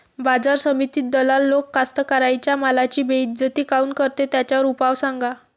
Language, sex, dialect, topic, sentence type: Marathi, female, Varhadi, agriculture, question